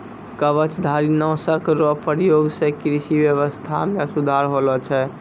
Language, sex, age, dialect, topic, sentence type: Maithili, male, 18-24, Angika, agriculture, statement